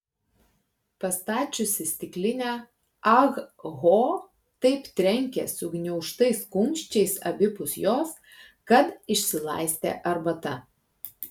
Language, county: Lithuanian, Klaipėda